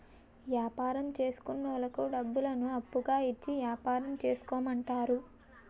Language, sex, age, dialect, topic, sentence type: Telugu, female, 18-24, Utterandhra, banking, statement